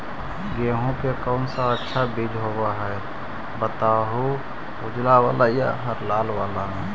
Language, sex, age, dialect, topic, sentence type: Magahi, male, 18-24, Central/Standard, agriculture, question